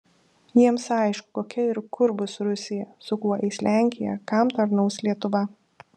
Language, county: Lithuanian, Šiauliai